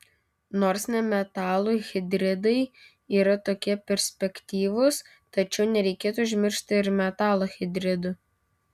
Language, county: Lithuanian, Kaunas